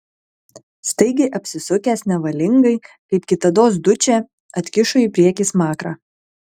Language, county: Lithuanian, Kaunas